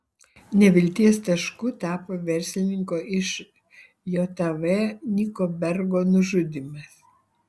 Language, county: Lithuanian, Alytus